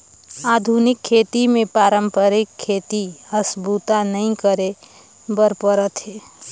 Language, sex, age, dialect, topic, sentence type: Chhattisgarhi, female, 31-35, Northern/Bhandar, agriculture, statement